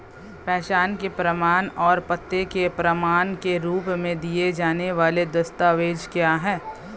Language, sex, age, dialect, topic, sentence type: Hindi, female, 25-30, Hindustani Malvi Khadi Boli, banking, question